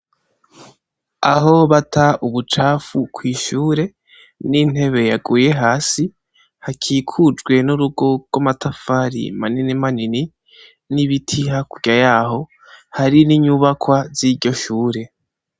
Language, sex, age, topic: Rundi, female, 18-24, education